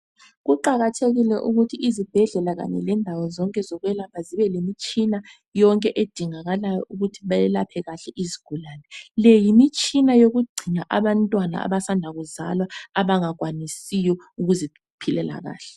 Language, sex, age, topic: North Ndebele, female, 25-35, health